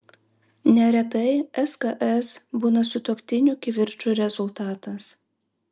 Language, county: Lithuanian, Vilnius